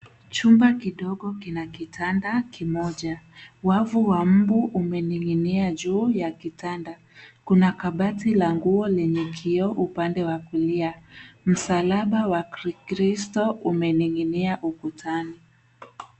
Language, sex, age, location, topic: Swahili, female, 18-24, Nairobi, education